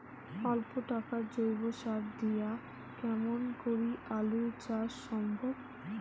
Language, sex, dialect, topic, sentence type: Bengali, female, Rajbangshi, agriculture, question